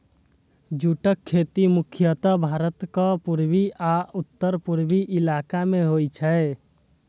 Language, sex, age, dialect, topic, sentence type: Maithili, male, 18-24, Eastern / Thethi, agriculture, statement